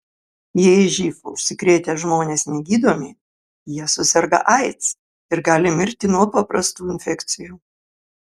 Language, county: Lithuanian, Kaunas